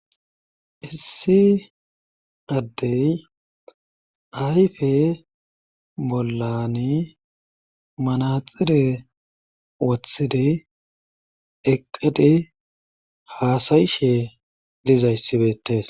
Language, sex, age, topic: Gamo, male, 25-35, government